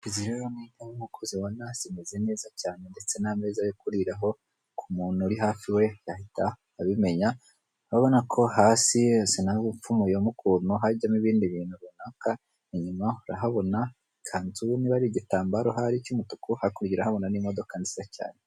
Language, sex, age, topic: Kinyarwanda, female, 18-24, finance